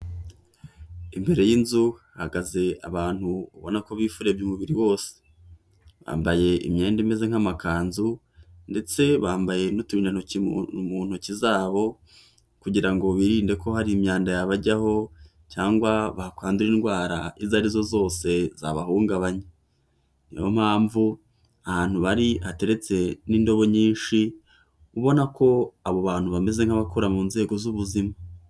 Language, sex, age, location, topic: Kinyarwanda, male, 18-24, Huye, health